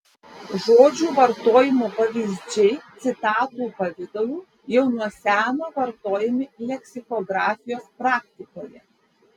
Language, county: Lithuanian, Vilnius